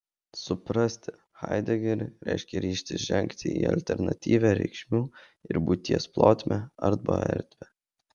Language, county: Lithuanian, Vilnius